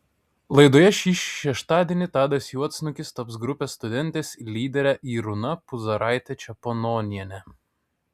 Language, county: Lithuanian, Kaunas